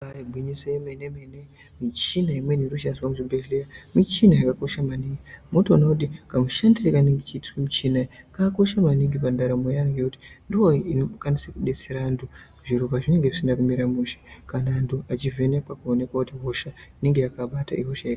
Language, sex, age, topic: Ndau, female, 18-24, health